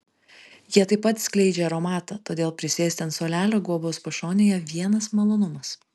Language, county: Lithuanian, Vilnius